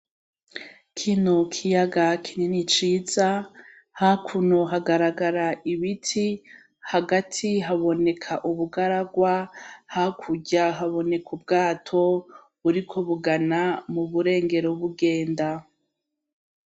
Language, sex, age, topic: Rundi, female, 25-35, agriculture